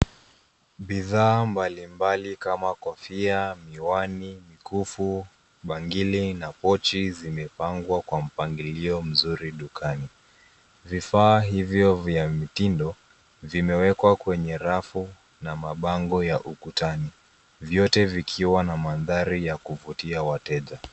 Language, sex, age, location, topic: Swahili, male, 18-24, Nairobi, finance